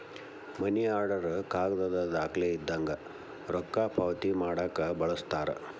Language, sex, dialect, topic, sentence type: Kannada, male, Dharwad Kannada, banking, statement